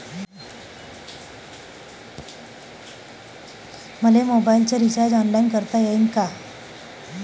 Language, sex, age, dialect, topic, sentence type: Marathi, male, 18-24, Varhadi, banking, question